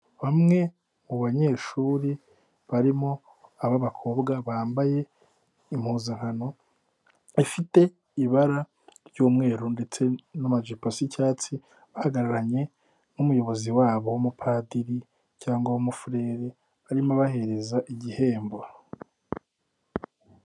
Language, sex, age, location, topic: Kinyarwanda, male, 18-24, Nyagatare, education